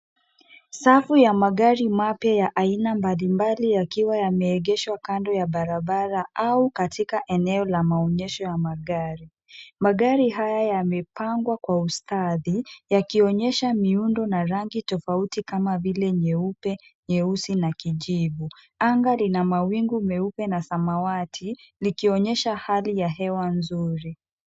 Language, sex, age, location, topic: Swahili, female, 25-35, Kisumu, finance